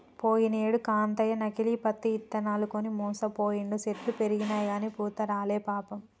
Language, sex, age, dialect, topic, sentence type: Telugu, female, 18-24, Telangana, agriculture, statement